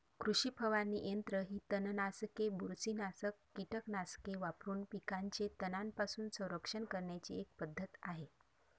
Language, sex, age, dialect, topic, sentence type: Marathi, female, 36-40, Varhadi, agriculture, statement